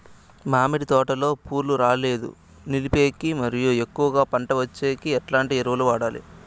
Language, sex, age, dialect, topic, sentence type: Telugu, male, 18-24, Southern, agriculture, question